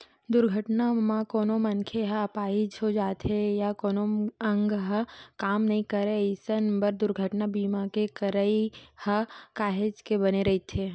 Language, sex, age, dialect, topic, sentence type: Chhattisgarhi, female, 18-24, Western/Budati/Khatahi, banking, statement